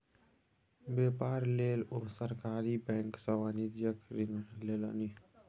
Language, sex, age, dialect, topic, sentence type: Maithili, male, 18-24, Bajjika, banking, statement